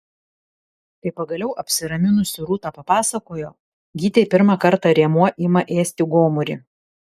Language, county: Lithuanian, Vilnius